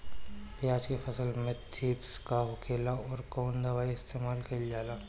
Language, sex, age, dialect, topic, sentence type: Bhojpuri, male, 25-30, Northern, agriculture, question